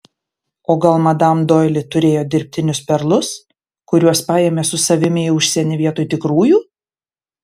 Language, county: Lithuanian, Panevėžys